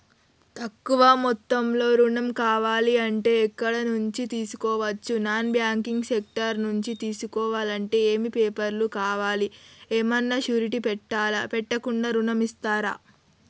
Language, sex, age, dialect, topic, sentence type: Telugu, female, 36-40, Telangana, banking, question